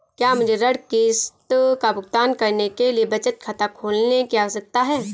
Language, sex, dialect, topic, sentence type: Hindi, female, Marwari Dhudhari, banking, question